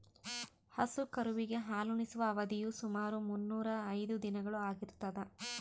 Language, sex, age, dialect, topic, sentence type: Kannada, female, 31-35, Central, agriculture, statement